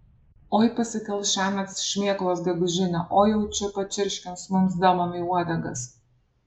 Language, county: Lithuanian, Alytus